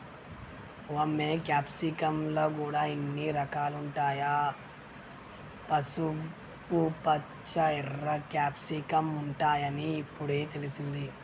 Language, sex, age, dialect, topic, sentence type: Telugu, female, 18-24, Telangana, agriculture, statement